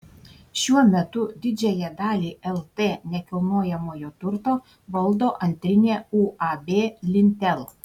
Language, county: Lithuanian, Šiauliai